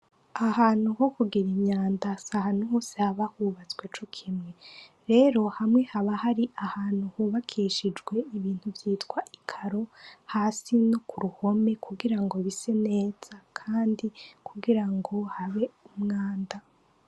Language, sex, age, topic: Rundi, female, 25-35, education